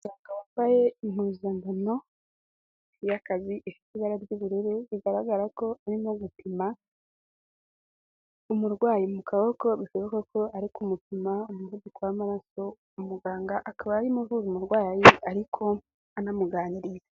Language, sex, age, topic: Kinyarwanda, female, 18-24, health